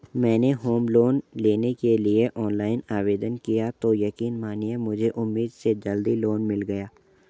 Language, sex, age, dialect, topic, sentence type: Hindi, male, 18-24, Marwari Dhudhari, banking, statement